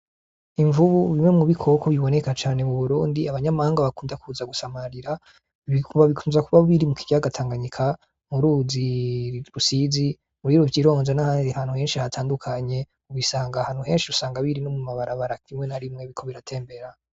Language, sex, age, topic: Rundi, male, 25-35, agriculture